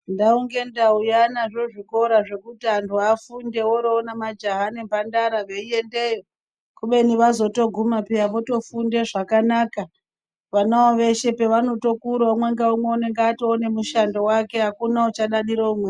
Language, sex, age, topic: Ndau, male, 36-49, education